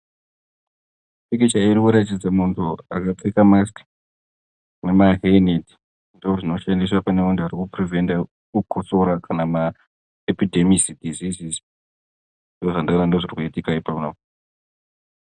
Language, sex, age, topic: Ndau, male, 18-24, health